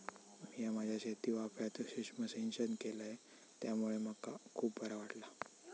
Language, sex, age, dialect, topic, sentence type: Marathi, male, 18-24, Southern Konkan, agriculture, statement